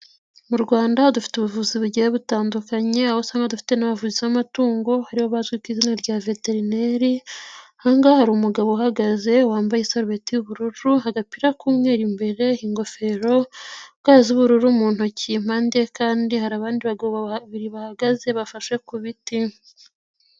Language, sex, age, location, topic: Kinyarwanda, female, 18-24, Nyagatare, agriculture